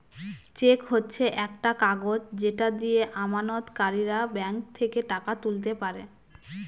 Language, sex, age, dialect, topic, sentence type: Bengali, female, 25-30, Northern/Varendri, banking, statement